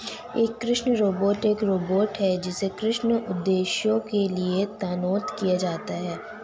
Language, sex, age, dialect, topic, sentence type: Hindi, female, 18-24, Hindustani Malvi Khadi Boli, agriculture, statement